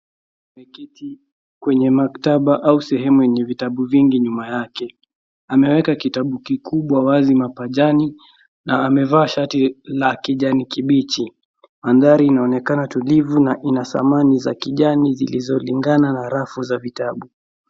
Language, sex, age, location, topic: Swahili, female, 18-24, Nairobi, education